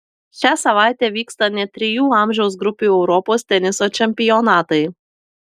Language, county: Lithuanian, Telšiai